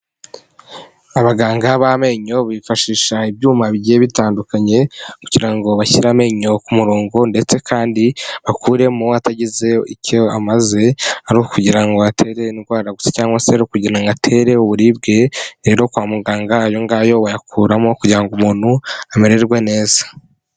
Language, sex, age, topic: Kinyarwanda, male, 18-24, health